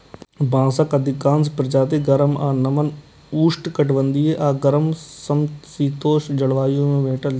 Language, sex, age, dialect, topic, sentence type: Maithili, male, 18-24, Eastern / Thethi, agriculture, statement